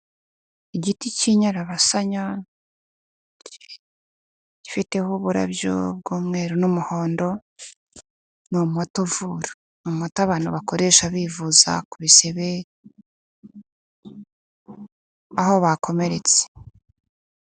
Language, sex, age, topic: Kinyarwanda, female, 18-24, health